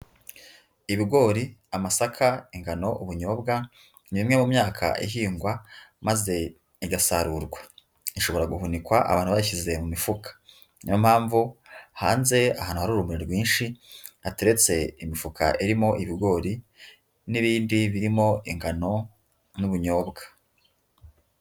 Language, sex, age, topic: Kinyarwanda, female, 25-35, agriculture